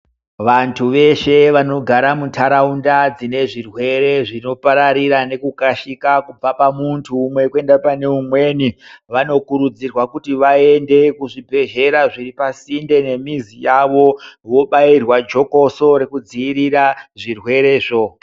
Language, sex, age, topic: Ndau, female, 50+, health